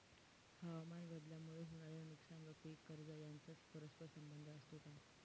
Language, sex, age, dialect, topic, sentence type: Marathi, female, 18-24, Northern Konkan, agriculture, question